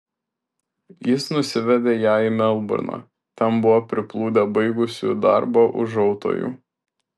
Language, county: Lithuanian, Šiauliai